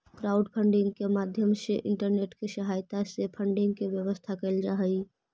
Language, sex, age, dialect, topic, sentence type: Magahi, female, 25-30, Central/Standard, agriculture, statement